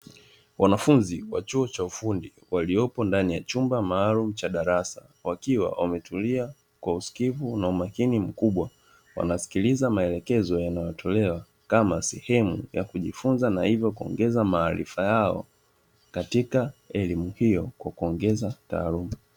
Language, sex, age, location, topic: Swahili, male, 25-35, Dar es Salaam, education